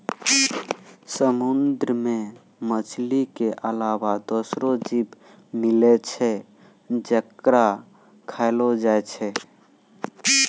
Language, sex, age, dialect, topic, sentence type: Maithili, male, 18-24, Angika, agriculture, statement